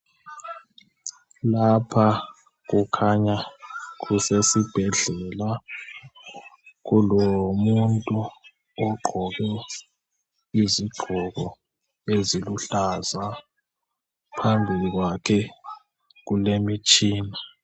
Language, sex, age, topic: North Ndebele, male, 18-24, health